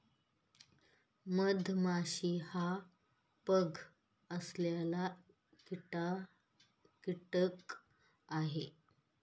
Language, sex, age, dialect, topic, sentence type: Marathi, female, 31-35, Northern Konkan, agriculture, statement